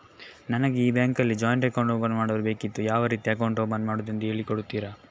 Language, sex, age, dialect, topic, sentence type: Kannada, male, 18-24, Coastal/Dakshin, banking, question